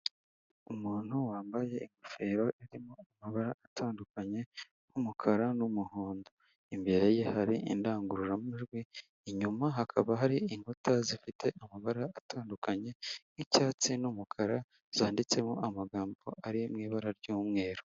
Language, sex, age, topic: Kinyarwanda, male, 18-24, government